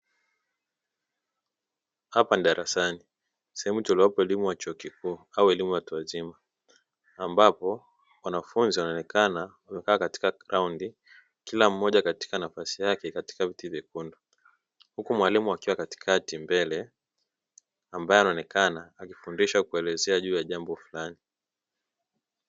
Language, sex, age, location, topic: Swahili, male, 25-35, Dar es Salaam, education